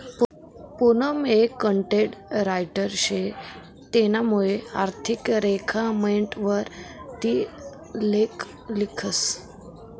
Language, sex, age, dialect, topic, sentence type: Marathi, female, 18-24, Northern Konkan, banking, statement